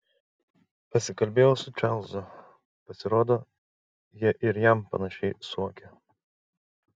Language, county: Lithuanian, Šiauliai